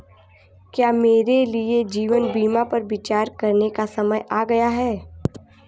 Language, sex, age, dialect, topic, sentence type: Hindi, female, 18-24, Hindustani Malvi Khadi Boli, banking, question